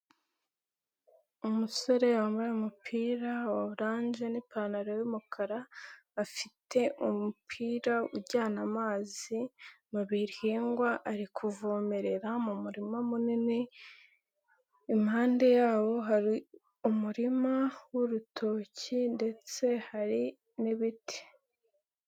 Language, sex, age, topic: Kinyarwanda, female, 18-24, agriculture